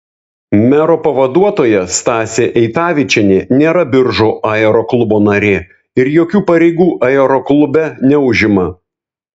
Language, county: Lithuanian, Vilnius